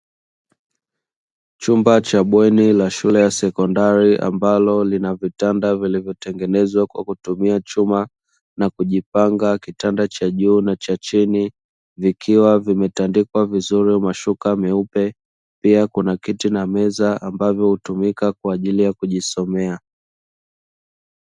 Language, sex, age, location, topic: Swahili, male, 25-35, Dar es Salaam, education